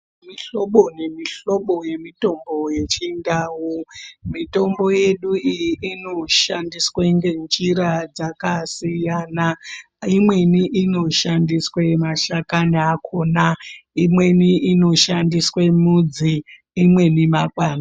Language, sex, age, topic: Ndau, female, 36-49, health